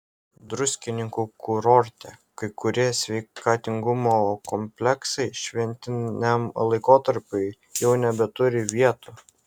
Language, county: Lithuanian, Kaunas